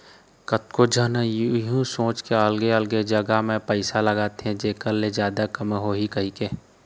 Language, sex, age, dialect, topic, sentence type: Chhattisgarhi, male, 25-30, Eastern, banking, statement